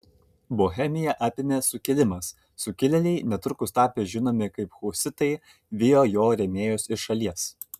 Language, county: Lithuanian, Kaunas